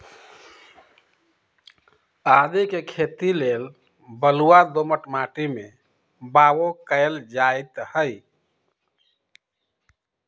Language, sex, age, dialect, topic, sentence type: Magahi, male, 56-60, Western, agriculture, statement